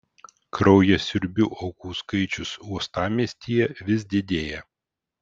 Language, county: Lithuanian, Vilnius